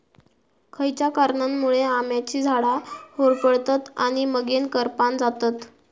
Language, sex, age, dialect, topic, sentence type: Marathi, female, 18-24, Southern Konkan, agriculture, question